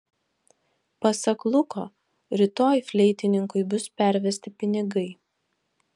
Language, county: Lithuanian, Panevėžys